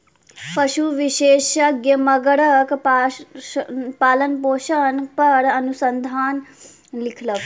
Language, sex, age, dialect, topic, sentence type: Maithili, female, 18-24, Southern/Standard, agriculture, statement